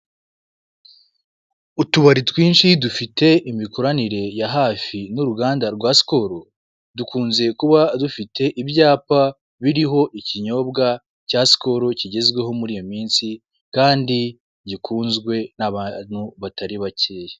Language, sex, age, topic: Kinyarwanda, male, 18-24, finance